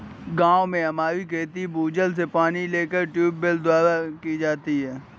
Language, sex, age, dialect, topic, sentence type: Hindi, male, 18-24, Awadhi Bundeli, agriculture, statement